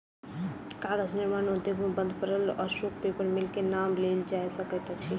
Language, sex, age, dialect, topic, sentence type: Maithili, female, 25-30, Southern/Standard, agriculture, statement